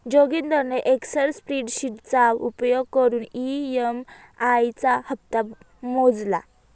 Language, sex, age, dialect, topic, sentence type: Marathi, female, 25-30, Northern Konkan, banking, statement